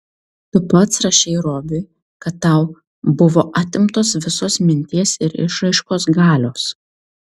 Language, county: Lithuanian, Tauragė